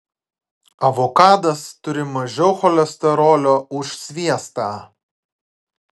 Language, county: Lithuanian, Klaipėda